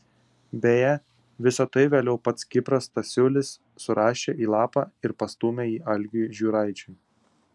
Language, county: Lithuanian, Utena